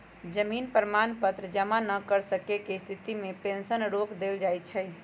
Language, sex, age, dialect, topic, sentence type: Magahi, female, 56-60, Western, banking, statement